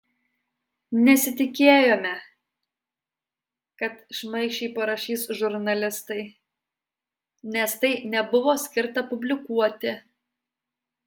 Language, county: Lithuanian, Alytus